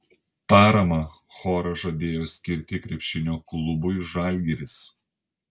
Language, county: Lithuanian, Panevėžys